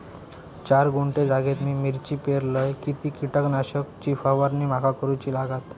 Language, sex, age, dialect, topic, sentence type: Marathi, male, 46-50, Southern Konkan, agriculture, question